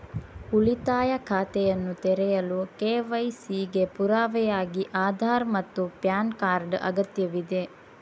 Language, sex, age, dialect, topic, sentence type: Kannada, female, 18-24, Coastal/Dakshin, banking, statement